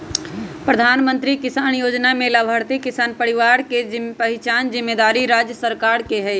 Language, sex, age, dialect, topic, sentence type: Magahi, female, 25-30, Western, agriculture, statement